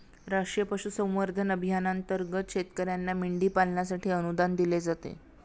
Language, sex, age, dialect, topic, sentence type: Marathi, female, 56-60, Standard Marathi, agriculture, statement